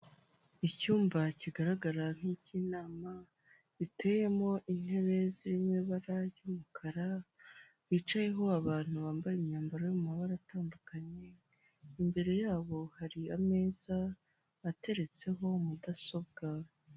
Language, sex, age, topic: Kinyarwanda, female, 25-35, government